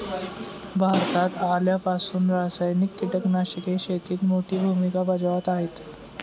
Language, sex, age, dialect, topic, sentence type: Marathi, male, 18-24, Standard Marathi, agriculture, statement